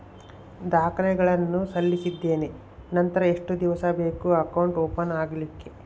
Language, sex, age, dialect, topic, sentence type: Kannada, male, 25-30, Central, banking, question